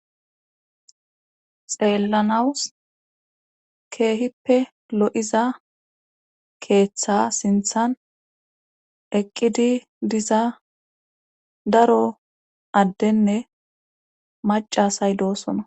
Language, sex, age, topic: Gamo, female, 18-24, government